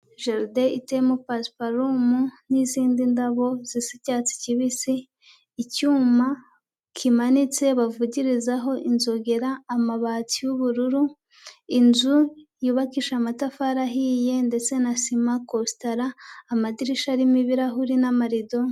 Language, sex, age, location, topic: Kinyarwanda, female, 25-35, Huye, education